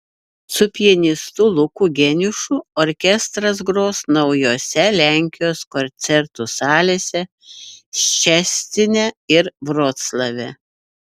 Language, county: Lithuanian, Šiauliai